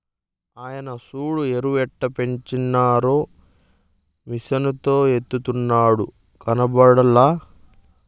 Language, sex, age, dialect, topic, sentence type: Telugu, male, 25-30, Southern, agriculture, statement